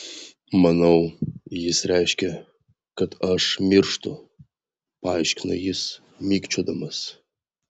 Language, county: Lithuanian, Vilnius